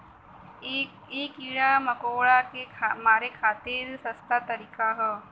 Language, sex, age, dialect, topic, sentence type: Bhojpuri, female, 18-24, Western, agriculture, statement